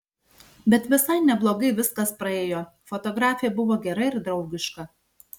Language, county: Lithuanian, Šiauliai